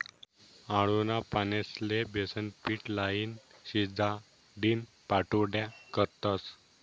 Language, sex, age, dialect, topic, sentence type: Marathi, male, 18-24, Northern Konkan, agriculture, statement